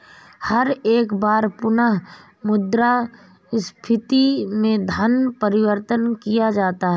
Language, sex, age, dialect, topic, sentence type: Hindi, female, 31-35, Marwari Dhudhari, banking, statement